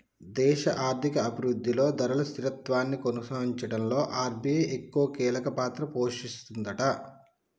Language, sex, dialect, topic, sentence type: Telugu, male, Telangana, banking, statement